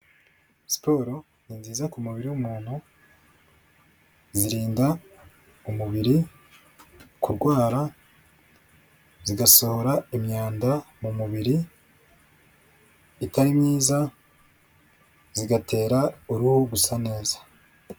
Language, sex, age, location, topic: Kinyarwanda, male, 25-35, Kigali, health